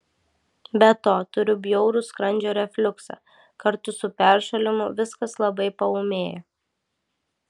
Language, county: Lithuanian, Klaipėda